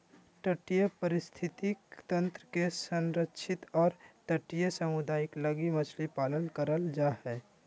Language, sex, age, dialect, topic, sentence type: Magahi, male, 25-30, Southern, agriculture, statement